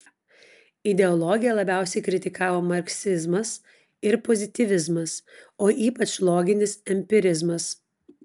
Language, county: Lithuanian, Klaipėda